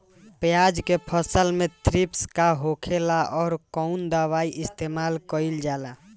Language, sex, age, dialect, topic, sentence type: Bhojpuri, male, 18-24, Northern, agriculture, question